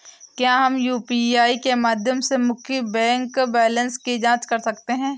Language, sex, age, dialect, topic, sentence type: Hindi, female, 18-24, Awadhi Bundeli, banking, question